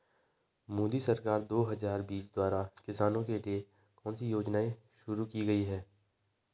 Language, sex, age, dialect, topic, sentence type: Hindi, male, 25-30, Hindustani Malvi Khadi Boli, agriculture, question